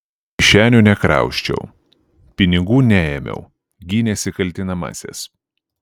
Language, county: Lithuanian, Šiauliai